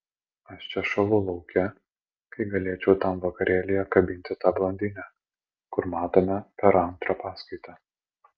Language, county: Lithuanian, Vilnius